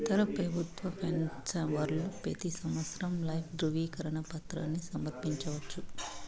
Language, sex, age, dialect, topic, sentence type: Telugu, female, 25-30, Southern, banking, statement